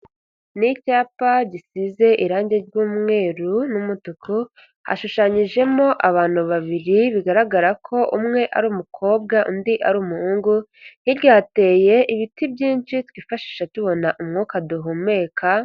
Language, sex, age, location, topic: Kinyarwanda, female, 50+, Kigali, government